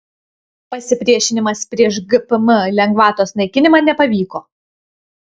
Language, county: Lithuanian, Kaunas